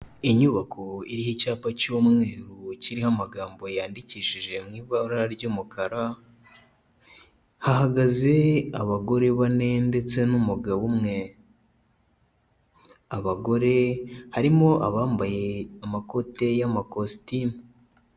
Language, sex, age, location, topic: Kinyarwanda, male, 18-24, Kigali, health